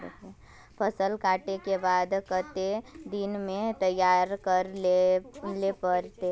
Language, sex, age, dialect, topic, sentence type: Magahi, female, 18-24, Northeastern/Surjapuri, agriculture, question